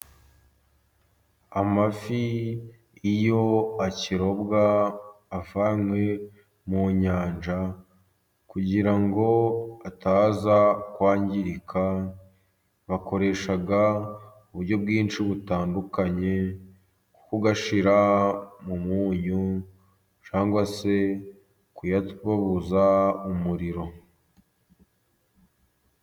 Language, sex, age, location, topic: Kinyarwanda, male, 18-24, Musanze, agriculture